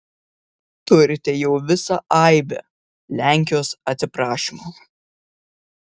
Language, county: Lithuanian, Vilnius